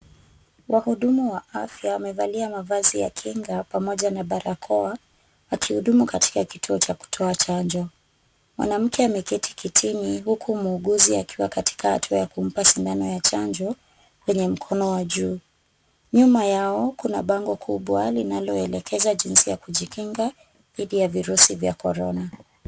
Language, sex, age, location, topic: Swahili, female, 25-35, Kisumu, health